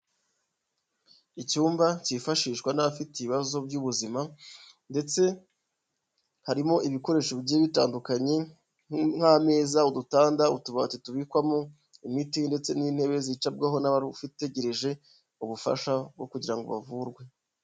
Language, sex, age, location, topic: Kinyarwanda, male, 25-35, Huye, health